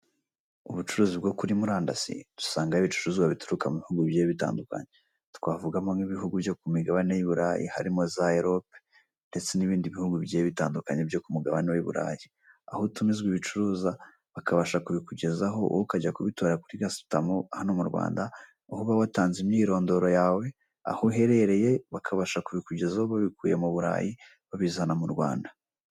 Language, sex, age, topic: Kinyarwanda, male, 18-24, finance